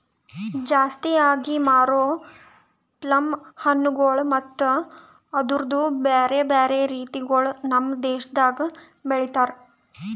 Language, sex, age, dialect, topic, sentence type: Kannada, female, 18-24, Northeastern, agriculture, statement